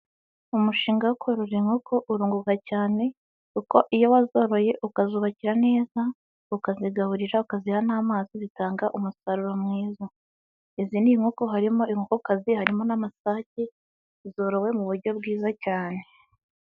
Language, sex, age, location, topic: Kinyarwanda, male, 18-24, Huye, agriculture